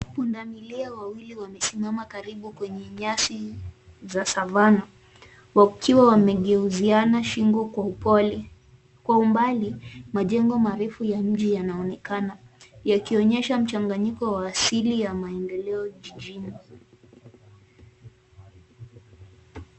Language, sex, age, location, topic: Swahili, female, 18-24, Nairobi, government